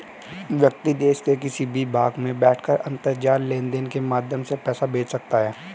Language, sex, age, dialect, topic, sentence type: Hindi, male, 18-24, Hindustani Malvi Khadi Boli, banking, statement